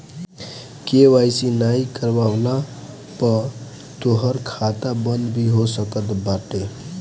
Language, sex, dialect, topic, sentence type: Bhojpuri, male, Northern, banking, statement